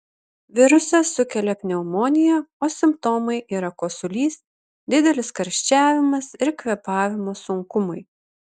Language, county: Lithuanian, Šiauliai